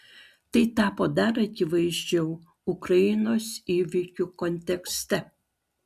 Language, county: Lithuanian, Klaipėda